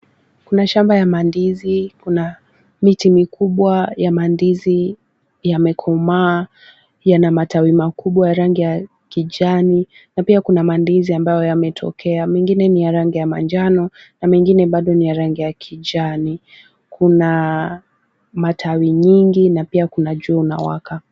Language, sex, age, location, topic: Swahili, female, 18-24, Kisumu, agriculture